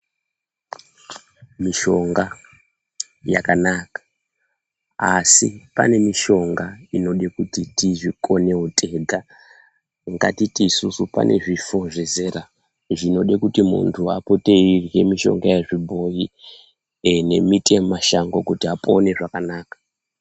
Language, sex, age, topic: Ndau, male, 25-35, health